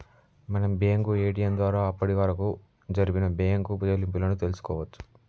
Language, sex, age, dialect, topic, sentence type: Telugu, male, 18-24, Telangana, banking, statement